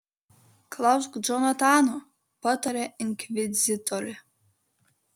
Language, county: Lithuanian, Kaunas